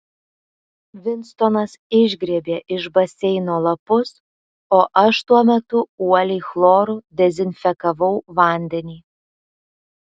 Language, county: Lithuanian, Alytus